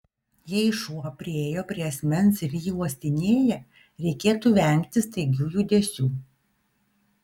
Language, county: Lithuanian, Vilnius